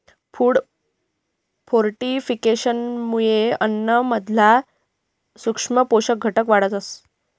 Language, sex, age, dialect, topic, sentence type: Marathi, female, 51-55, Northern Konkan, agriculture, statement